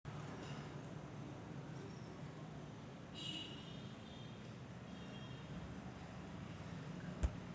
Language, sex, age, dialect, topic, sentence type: Marathi, female, 25-30, Varhadi, banking, statement